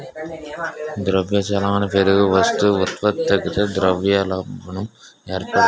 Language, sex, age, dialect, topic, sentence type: Telugu, male, 18-24, Utterandhra, banking, statement